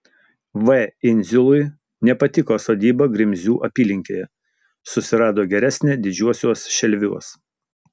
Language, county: Lithuanian, Utena